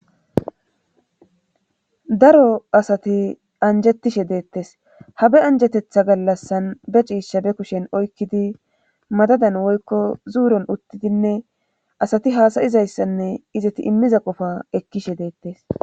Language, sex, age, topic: Gamo, female, 25-35, government